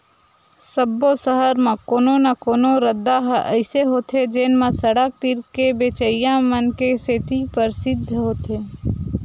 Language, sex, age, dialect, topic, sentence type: Chhattisgarhi, female, 46-50, Western/Budati/Khatahi, agriculture, statement